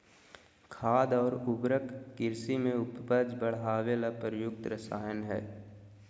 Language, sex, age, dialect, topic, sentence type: Magahi, male, 25-30, Southern, agriculture, statement